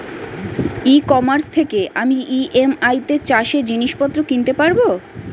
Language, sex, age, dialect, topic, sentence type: Bengali, female, 31-35, Standard Colloquial, agriculture, question